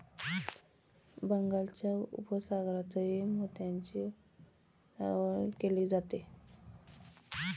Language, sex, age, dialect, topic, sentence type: Marathi, male, 36-40, Standard Marathi, agriculture, statement